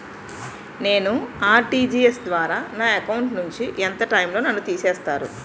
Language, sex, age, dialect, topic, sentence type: Telugu, female, 41-45, Utterandhra, banking, question